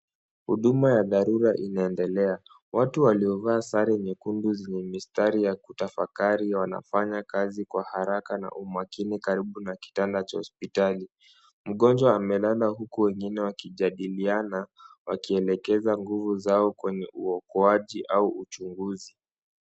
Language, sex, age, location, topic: Swahili, male, 18-24, Kisumu, health